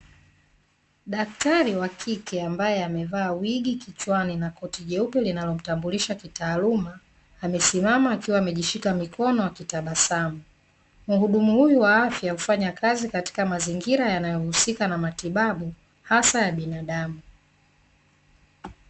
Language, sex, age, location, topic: Swahili, female, 25-35, Dar es Salaam, health